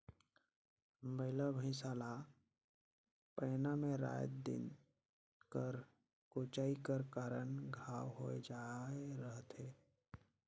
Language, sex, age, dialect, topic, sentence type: Chhattisgarhi, male, 56-60, Northern/Bhandar, agriculture, statement